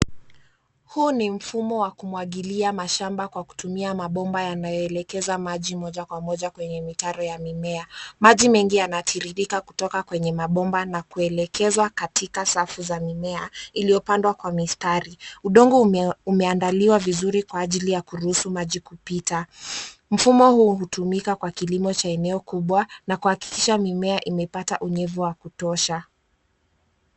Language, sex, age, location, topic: Swahili, female, 25-35, Nairobi, agriculture